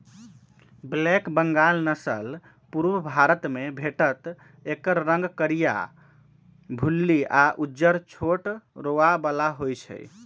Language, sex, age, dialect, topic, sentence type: Magahi, male, 18-24, Western, agriculture, statement